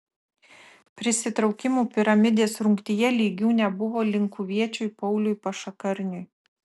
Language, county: Lithuanian, Tauragė